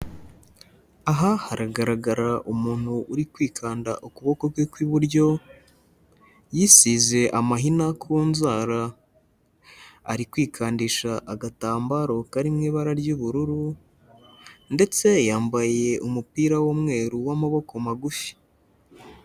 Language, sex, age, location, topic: Kinyarwanda, male, 18-24, Kigali, health